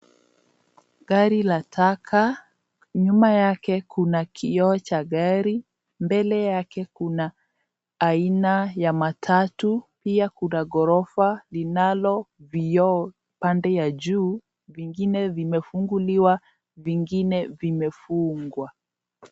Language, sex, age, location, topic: Swahili, female, 18-24, Nairobi, government